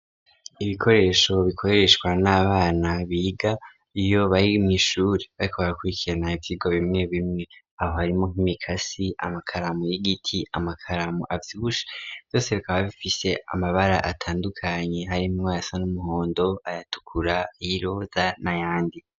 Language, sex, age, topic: Rundi, female, 18-24, education